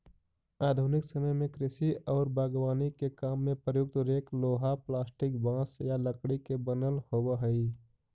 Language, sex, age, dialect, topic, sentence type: Magahi, male, 25-30, Central/Standard, banking, statement